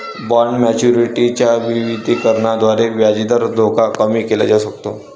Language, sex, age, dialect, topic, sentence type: Marathi, male, 18-24, Varhadi, banking, statement